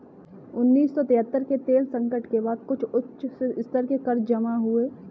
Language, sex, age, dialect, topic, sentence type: Hindi, female, 18-24, Kanauji Braj Bhasha, banking, statement